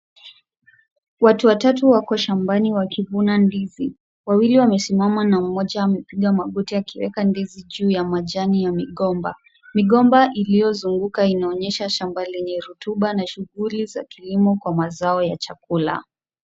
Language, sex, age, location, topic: Swahili, female, 36-49, Kisumu, agriculture